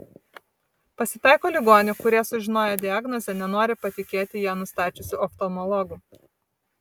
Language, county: Lithuanian, Vilnius